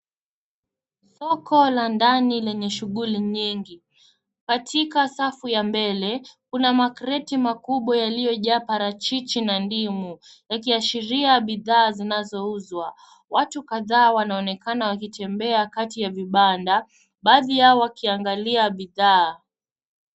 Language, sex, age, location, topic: Swahili, female, 18-24, Nairobi, finance